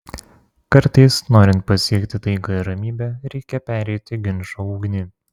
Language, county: Lithuanian, Vilnius